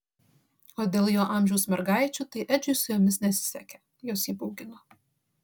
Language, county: Lithuanian, Vilnius